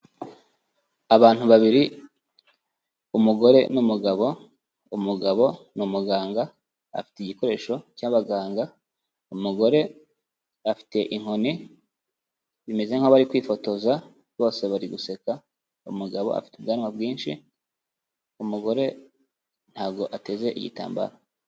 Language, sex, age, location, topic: Kinyarwanda, male, 25-35, Kigali, health